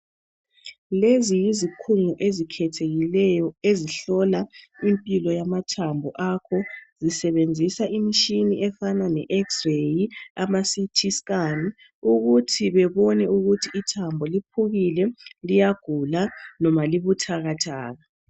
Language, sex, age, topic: North Ndebele, male, 36-49, health